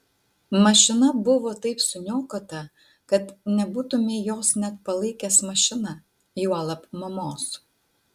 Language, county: Lithuanian, Utena